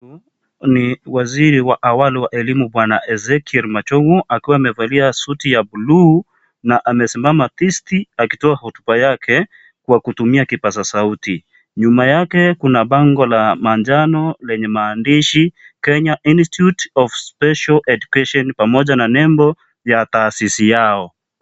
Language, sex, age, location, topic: Swahili, male, 25-35, Kisii, education